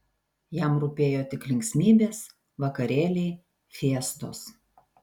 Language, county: Lithuanian, Šiauliai